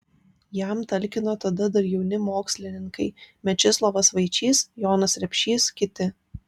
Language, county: Lithuanian, Vilnius